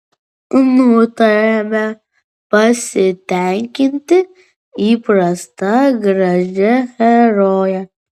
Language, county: Lithuanian, Vilnius